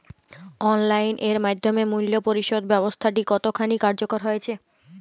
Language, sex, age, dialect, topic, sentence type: Bengali, female, 18-24, Jharkhandi, agriculture, question